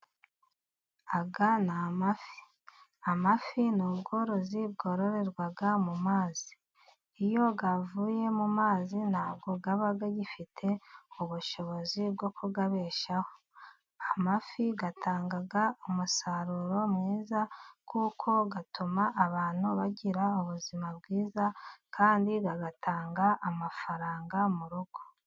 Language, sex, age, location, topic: Kinyarwanda, female, 36-49, Musanze, agriculture